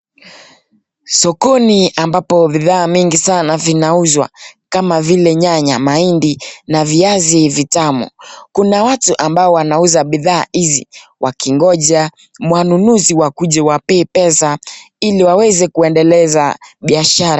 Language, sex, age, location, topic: Swahili, male, 25-35, Nakuru, finance